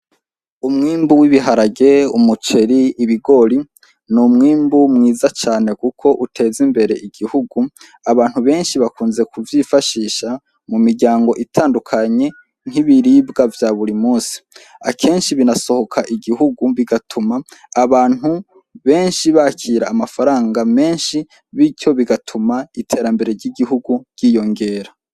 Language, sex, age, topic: Rundi, male, 18-24, agriculture